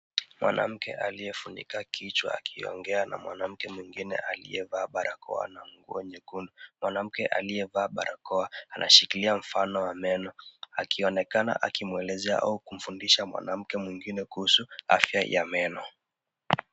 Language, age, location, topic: Swahili, 36-49, Kisumu, health